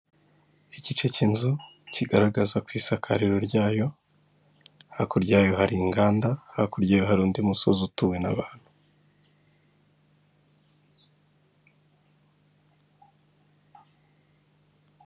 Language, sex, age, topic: Kinyarwanda, male, 25-35, government